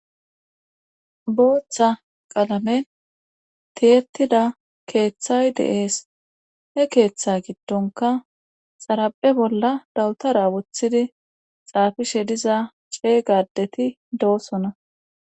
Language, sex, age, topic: Gamo, female, 36-49, government